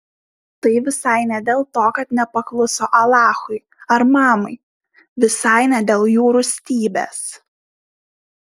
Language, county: Lithuanian, Šiauliai